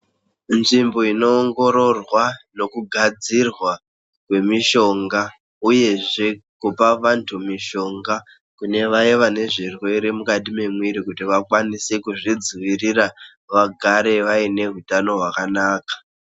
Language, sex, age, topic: Ndau, male, 18-24, health